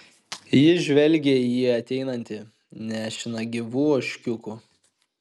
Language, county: Lithuanian, Kaunas